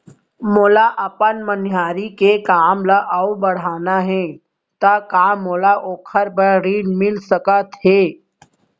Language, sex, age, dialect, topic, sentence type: Chhattisgarhi, female, 18-24, Central, banking, question